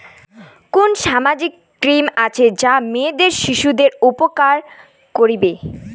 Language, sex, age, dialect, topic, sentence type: Bengali, female, 18-24, Rajbangshi, banking, statement